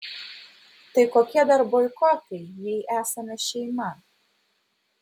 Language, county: Lithuanian, Vilnius